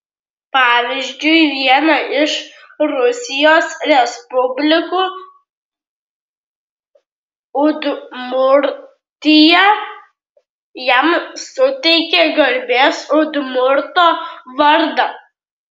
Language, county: Lithuanian, Klaipėda